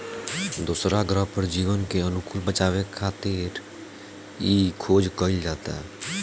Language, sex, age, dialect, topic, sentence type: Bhojpuri, male, <18, Southern / Standard, agriculture, statement